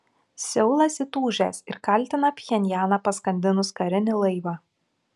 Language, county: Lithuanian, Klaipėda